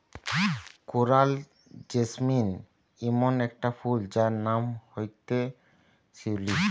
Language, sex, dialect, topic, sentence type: Bengali, male, Western, agriculture, statement